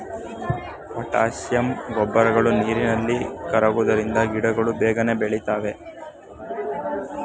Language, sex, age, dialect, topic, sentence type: Kannada, male, 18-24, Mysore Kannada, agriculture, statement